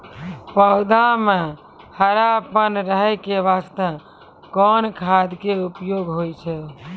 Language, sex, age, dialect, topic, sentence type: Maithili, female, 18-24, Angika, agriculture, question